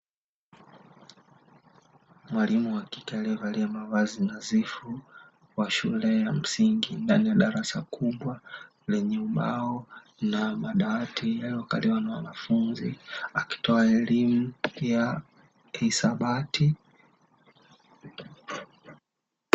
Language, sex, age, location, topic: Swahili, male, 18-24, Dar es Salaam, education